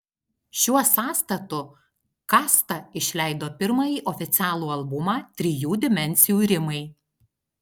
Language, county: Lithuanian, Alytus